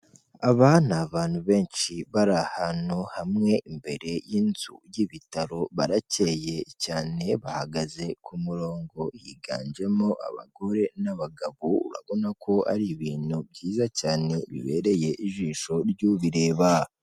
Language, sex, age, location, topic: Kinyarwanda, male, 25-35, Kigali, health